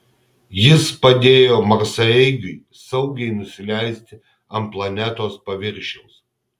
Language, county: Lithuanian, Kaunas